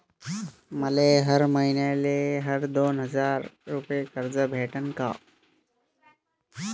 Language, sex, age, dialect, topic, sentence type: Marathi, male, 18-24, Varhadi, banking, question